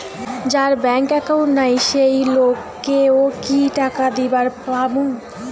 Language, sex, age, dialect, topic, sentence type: Bengali, female, 18-24, Rajbangshi, banking, question